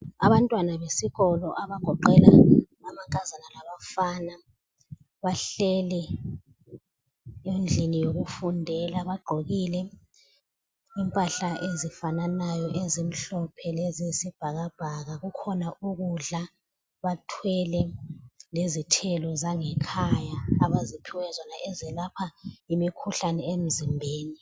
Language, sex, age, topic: North Ndebele, female, 36-49, education